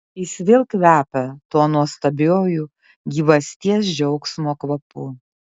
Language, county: Lithuanian, Kaunas